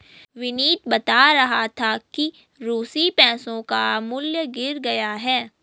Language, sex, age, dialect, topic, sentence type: Hindi, female, 18-24, Garhwali, banking, statement